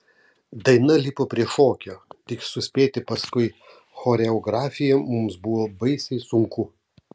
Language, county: Lithuanian, Telšiai